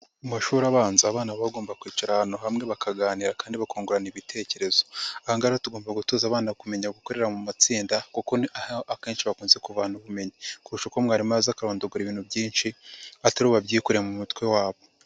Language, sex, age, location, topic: Kinyarwanda, female, 50+, Nyagatare, education